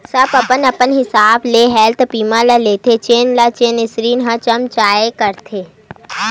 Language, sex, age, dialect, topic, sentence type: Chhattisgarhi, female, 25-30, Western/Budati/Khatahi, banking, statement